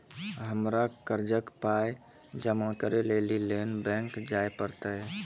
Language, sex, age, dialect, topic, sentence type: Maithili, female, 25-30, Angika, banking, question